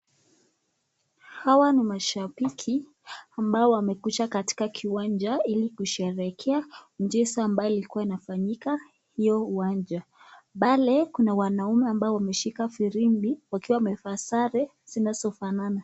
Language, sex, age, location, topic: Swahili, female, 25-35, Nakuru, government